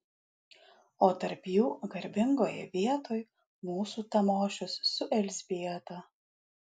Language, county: Lithuanian, Alytus